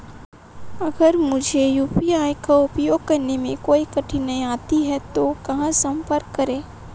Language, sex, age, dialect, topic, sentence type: Hindi, female, 18-24, Marwari Dhudhari, banking, question